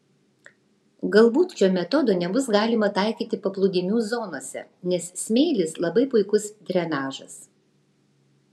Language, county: Lithuanian, Vilnius